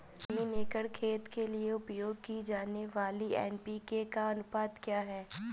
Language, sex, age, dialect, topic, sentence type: Hindi, female, 25-30, Awadhi Bundeli, agriculture, question